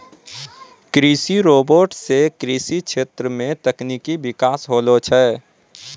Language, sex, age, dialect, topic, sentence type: Maithili, male, 25-30, Angika, agriculture, statement